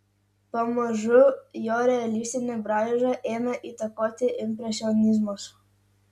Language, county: Lithuanian, Utena